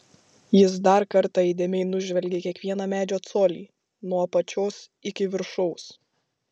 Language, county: Lithuanian, Šiauliai